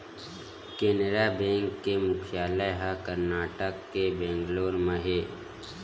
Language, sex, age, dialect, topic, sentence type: Chhattisgarhi, male, 18-24, Western/Budati/Khatahi, banking, statement